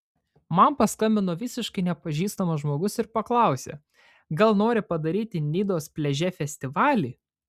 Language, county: Lithuanian, Panevėžys